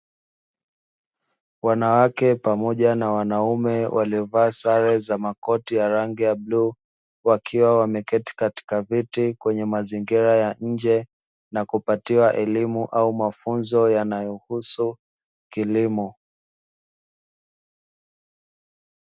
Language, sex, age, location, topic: Swahili, male, 25-35, Dar es Salaam, education